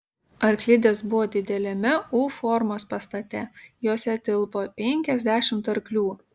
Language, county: Lithuanian, Kaunas